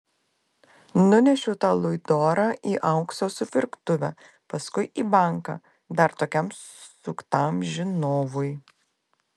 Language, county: Lithuanian, Klaipėda